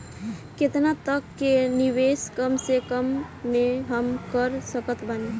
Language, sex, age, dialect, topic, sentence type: Bhojpuri, female, 18-24, Southern / Standard, banking, question